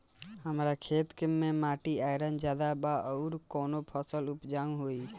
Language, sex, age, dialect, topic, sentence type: Bhojpuri, male, 18-24, Southern / Standard, agriculture, question